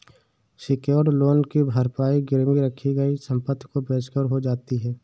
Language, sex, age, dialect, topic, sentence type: Hindi, male, 18-24, Awadhi Bundeli, banking, statement